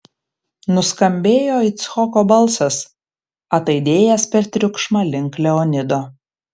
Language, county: Lithuanian, Panevėžys